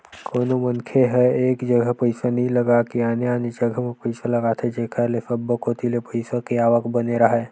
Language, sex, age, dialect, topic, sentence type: Chhattisgarhi, male, 18-24, Western/Budati/Khatahi, banking, statement